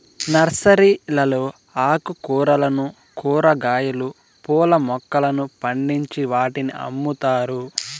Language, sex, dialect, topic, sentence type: Telugu, male, Southern, agriculture, statement